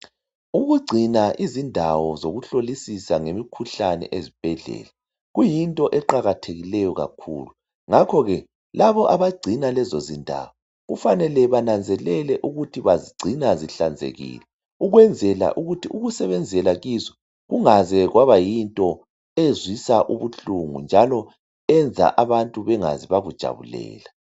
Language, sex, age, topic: North Ndebele, male, 36-49, health